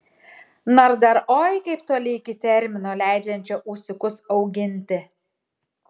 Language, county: Lithuanian, Kaunas